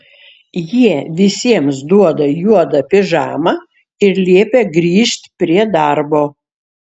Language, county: Lithuanian, Šiauliai